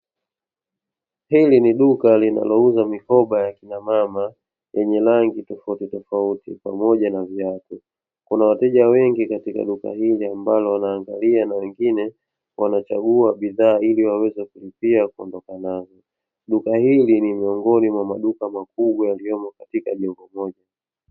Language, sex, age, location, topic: Swahili, male, 25-35, Dar es Salaam, finance